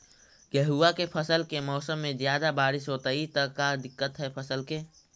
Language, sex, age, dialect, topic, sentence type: Magahi, male, 56-60, Central/Standard, agriculture, question